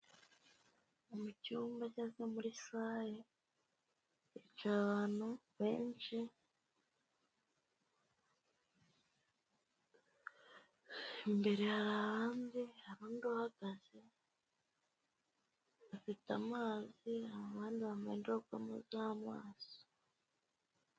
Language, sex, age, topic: Kinyarwanda, female, 18-24, government